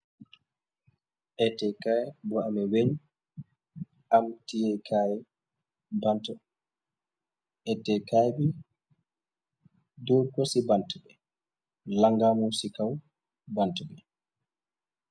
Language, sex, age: Wolof, male, 25-35